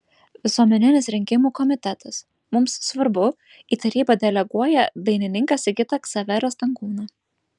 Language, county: Lithuanian, Vilnius